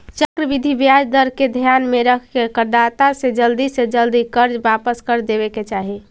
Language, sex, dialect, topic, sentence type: Magahi, female, Central/Standard, banking, statement